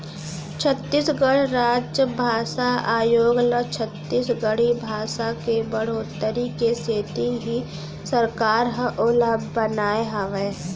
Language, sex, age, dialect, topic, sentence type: Chhattisgarhi, female, 36-40, Central, banking, statement